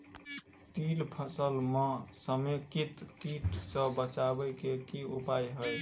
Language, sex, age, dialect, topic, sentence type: Maithili, male, 18-24, Southern/Standard, agriculture, question